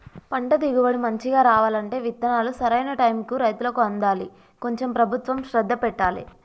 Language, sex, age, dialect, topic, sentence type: Telugu, female, 25-30, Telangana, agriculture, statement